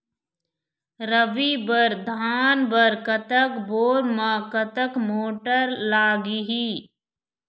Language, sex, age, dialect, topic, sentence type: Chhattisgarhi, female, 41-45, Eastern, agriculture, question